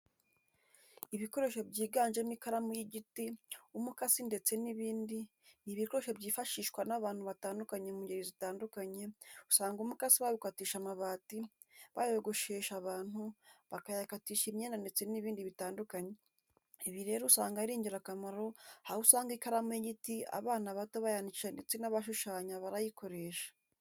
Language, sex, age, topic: Kinyarwanda, female, 18-24, education